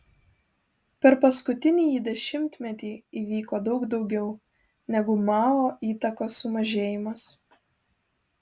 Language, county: Lithuanian, Vilnius